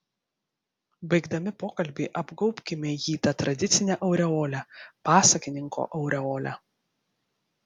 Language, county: Lithuanian, Vilnius